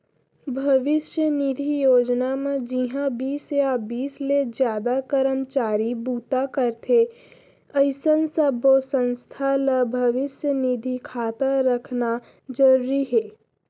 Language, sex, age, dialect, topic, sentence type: Chhattisgarhi, male, 25-30, Central, banking, statement